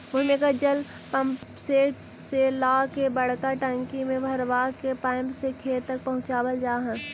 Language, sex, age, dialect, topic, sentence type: Magahi, female, 18-24, Central/Standard, agriculture, statement